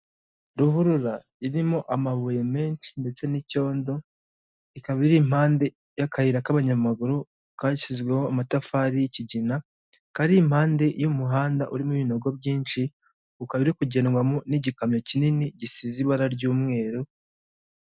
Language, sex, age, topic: Kinyarwanda, male, 18-24, government